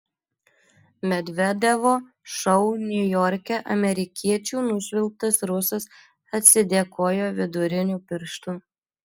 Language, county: Lithuanian, Alytus